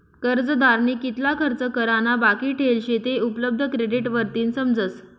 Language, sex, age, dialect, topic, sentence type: Marathi, female, 25-30, Northern Konkan, banking, statement